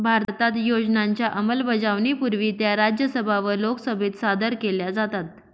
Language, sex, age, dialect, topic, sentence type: Marathi, female, 31-35, Northern Konkan, banking, statement